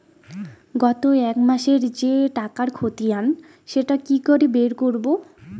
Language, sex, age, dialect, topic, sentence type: Bengali, female, 18-24, Rajbangshi, banking, question